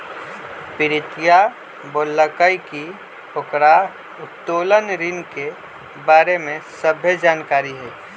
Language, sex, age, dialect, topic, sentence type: Magahi, male, 25-30, Western, banking, statement